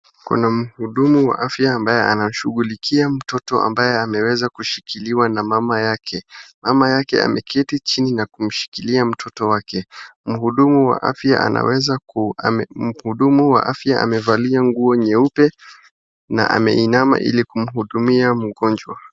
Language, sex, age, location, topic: Swahili, male, 18-24, Wajir, health